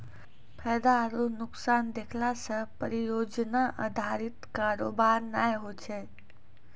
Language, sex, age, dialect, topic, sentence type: Maithili, female, 56-60, Angika, banking, statement